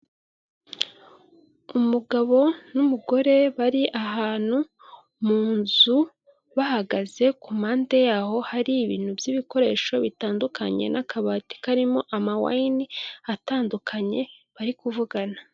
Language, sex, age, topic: Kinyarwanda, female, 25-35, finance